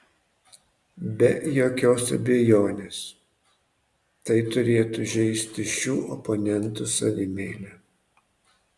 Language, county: Lithuanian, Panevėžys